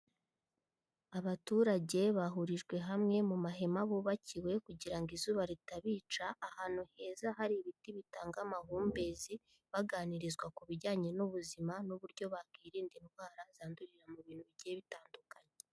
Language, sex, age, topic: Kinyarwanda, female, 18-24, health